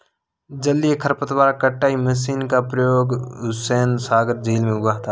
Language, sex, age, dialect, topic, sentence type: Hindi, male, 18-24, Marwari Dhudhari, agriculture, statement